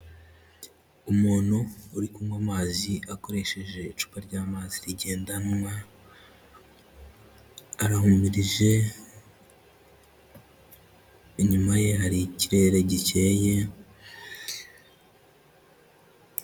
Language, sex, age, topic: Kinyarwanda, male, 25-35, health